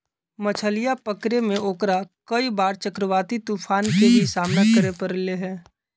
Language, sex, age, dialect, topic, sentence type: Magahi, male, 25-30, Western, agriculture, statement